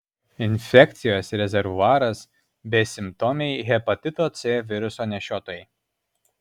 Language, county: Lithuanian, Alytus